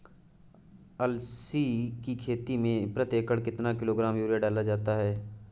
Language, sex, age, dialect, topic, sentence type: Hindi, male, 18-24, Awadhi Bundeli, agriculture, question